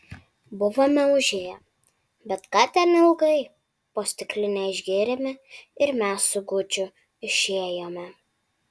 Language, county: Lithuanian, Alytus